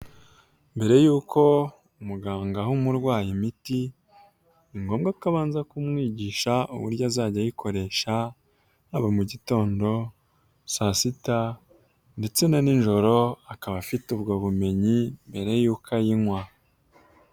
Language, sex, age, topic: Kinyarwanda, male, 18-24, health